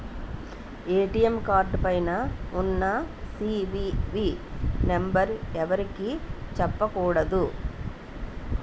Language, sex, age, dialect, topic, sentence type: Telugu, female, 41-45, Utterandhra, banking, statement